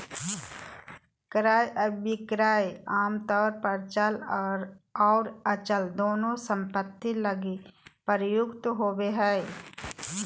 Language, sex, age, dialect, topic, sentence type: Magahi, female, 41-45, Southern, banking, statement